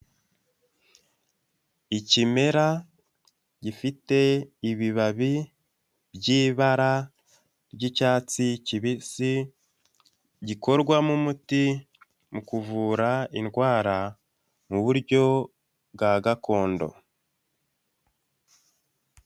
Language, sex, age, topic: Kinyarwanda, male, 18-24, health